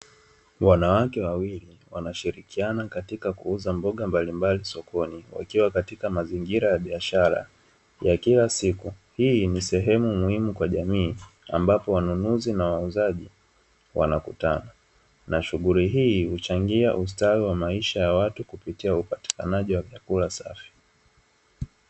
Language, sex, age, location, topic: Swahili, male, 18-24, Dar es Salaam, finance